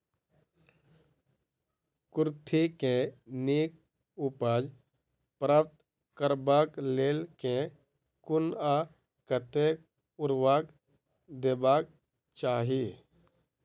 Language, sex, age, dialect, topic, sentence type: Maithili, male, 18-24, Southern/Standard, agriculture, question